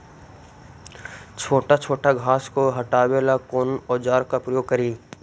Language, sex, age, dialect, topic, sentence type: Magahi, male, 60-100, Central/Standard, agriculture, question